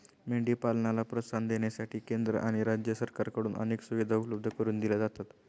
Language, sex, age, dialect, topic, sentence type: Marathi, male, 25-30, Standard Marathi, agriculture, statement